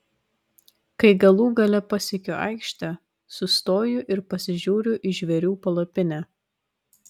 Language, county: Lithuanian, Vilnius